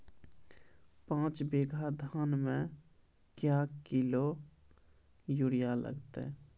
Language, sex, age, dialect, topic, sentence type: Maithili, male, 25-30, Angika, agriculture, question